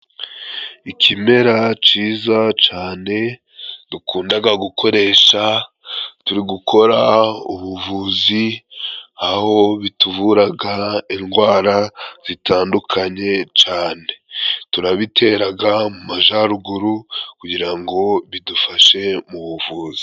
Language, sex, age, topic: Kinyarwanda, male, 25-35, health